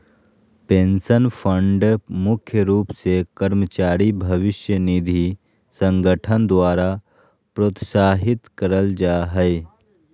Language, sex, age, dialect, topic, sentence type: Magahi, male, 18-24, Southern, banking, statement